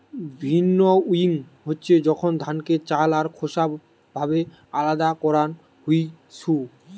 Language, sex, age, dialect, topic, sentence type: Bengali, male, 18-24, Western, agriculture, statement